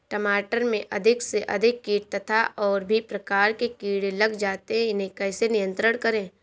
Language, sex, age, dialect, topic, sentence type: Hindi, female, 18-24, Awadhi Bundeli, agriculture, question